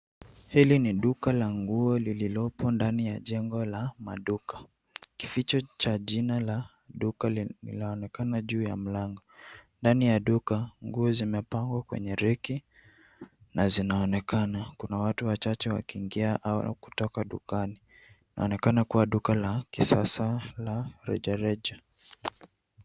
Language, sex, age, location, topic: Swahili, male, 18-24, Nairobi, finance